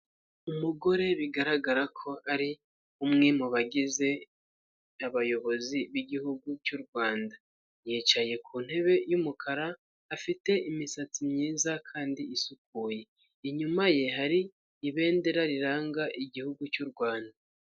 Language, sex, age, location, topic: Kinyarwanda, male, 50+, Kigali, government